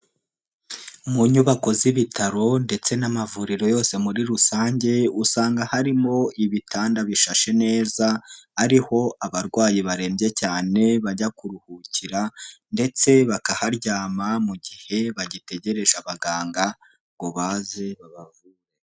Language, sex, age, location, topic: Kinyarwanda, male, 18-24, Huye, health